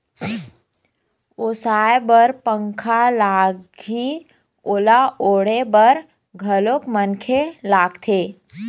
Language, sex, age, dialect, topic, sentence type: Chhattisgarhi, female, 25-30, Eastern, agriculture, statement